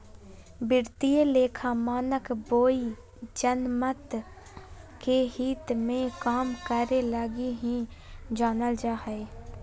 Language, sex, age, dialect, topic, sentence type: Magahi, female, 18-24, Southern, banking, statement